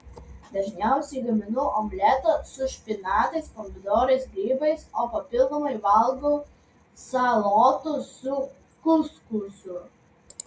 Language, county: Lithuanian, Vilnius